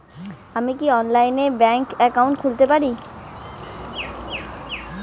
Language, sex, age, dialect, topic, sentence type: Bengali, female, 18-24, Rajbangshi, banking, question